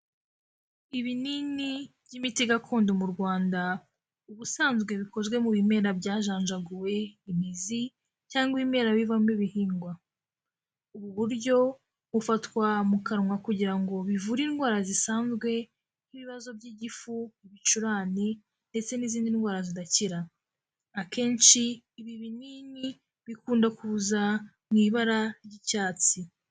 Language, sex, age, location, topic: Kinyarwanda, female, 18-24, Kigali, health